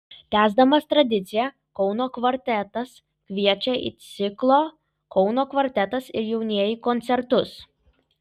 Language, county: Lithuanian, Kaunas